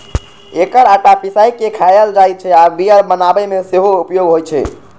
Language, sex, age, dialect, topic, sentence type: Maithili, male, 18-24, Eastern / Thethi, agriculture, statement